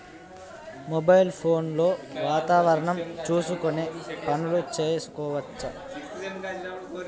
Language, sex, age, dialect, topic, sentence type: Telugu, male, 18-24, Telangana, agriculture, question